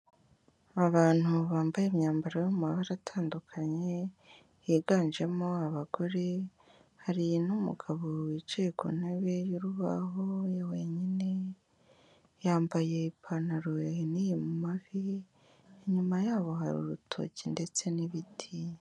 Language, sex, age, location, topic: Kinyarwanda, female, 18-24, Kigali, health